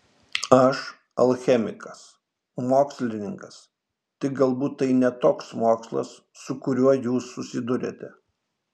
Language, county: Lithuanian, Šiauliai